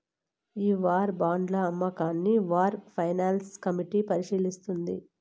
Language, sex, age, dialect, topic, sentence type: Telugu, female, 18-24, Southern, banking, statement